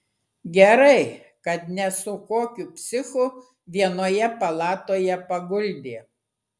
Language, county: Lithuanian, Klaipėda